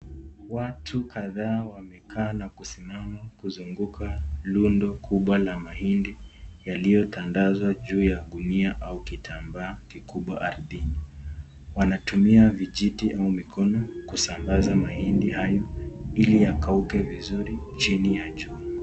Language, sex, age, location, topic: Swahili, male, 18-24, Nakuru, agriculture